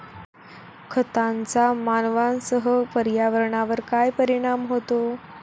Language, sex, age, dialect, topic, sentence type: Marathi, female, 18-24, Standard Marathi, agriculture, question